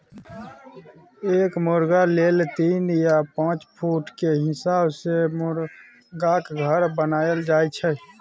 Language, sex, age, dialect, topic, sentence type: Maithili, male, 25-30, Bajjika, agriculture, statement